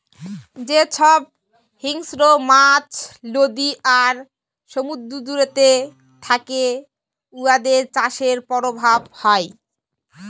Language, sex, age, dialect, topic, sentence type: Bengali, female, 18-24, Jharkhandi, agriculture, statement